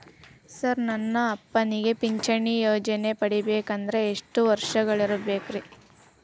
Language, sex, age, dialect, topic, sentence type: Kannada, female, 18-24, Dharwad Kannada, banking, question